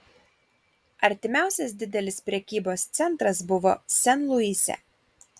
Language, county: Lithuanian, Kaunas